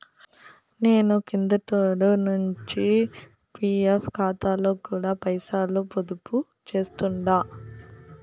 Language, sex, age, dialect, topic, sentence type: Telugu, female, 41-45, Southern, banking, statement